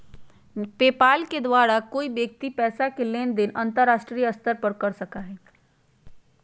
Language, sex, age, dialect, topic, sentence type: Magahi, female, 46-50, Western, banking, statement